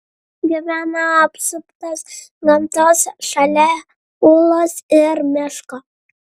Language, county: Lithuanian, Vilnius